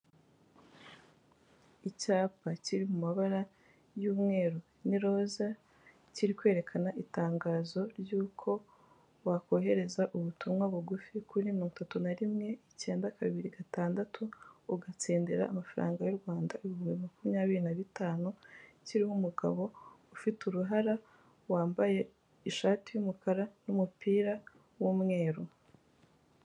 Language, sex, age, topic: Kinyarwanda, female, 18-24, finance